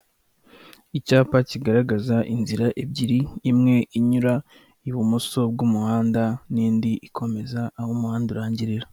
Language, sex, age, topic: Kinyarwanda, male, 18-24, government